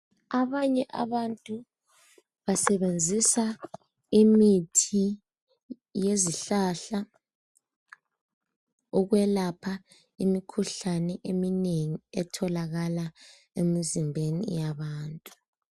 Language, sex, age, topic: North Ndebele, female, 18-24, health